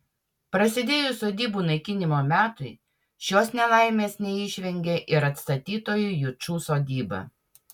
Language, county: Lithuanian, Utena